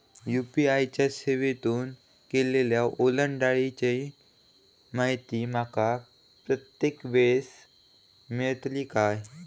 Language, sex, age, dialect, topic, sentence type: Marathi, male, 18-24, Southern Konkan, banking, question